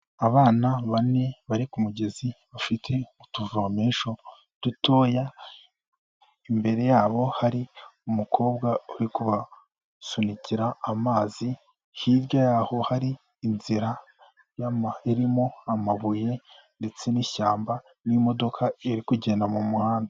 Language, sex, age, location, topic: Kinyarwanda, male, 18-24, Kigali, health